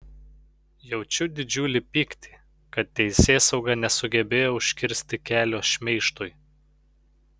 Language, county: Lithuanian, Panevėžys